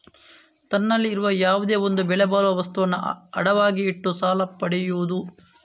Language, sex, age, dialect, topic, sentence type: Kannada, male, 18-24, Coastal/Dakshin, banking, statement